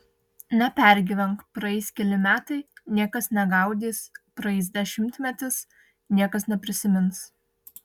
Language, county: Lithuanian, Vilnius